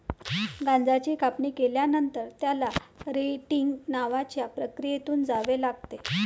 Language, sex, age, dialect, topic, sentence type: Marathi, female, 31-35, Varhadi, agriculture, statement